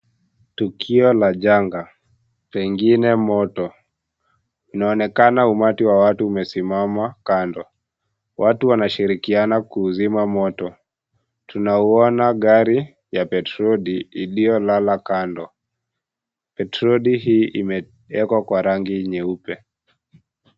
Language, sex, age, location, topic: Swahili, male, 18-24, Kisii, health